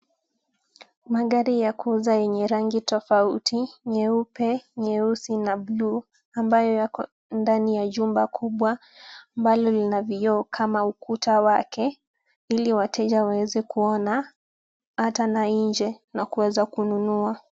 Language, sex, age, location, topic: Swahili, female, 18-24, Kisumu, finance